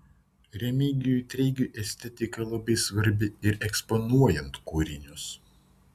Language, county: Lithuanian, Vilnius